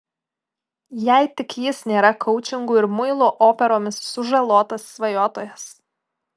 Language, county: Lithuanian, Klaipėda